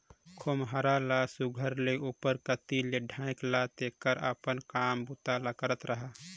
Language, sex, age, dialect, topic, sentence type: Chhattisgarhi, male, 25-30, Northern/Bhandar, agriculture, statement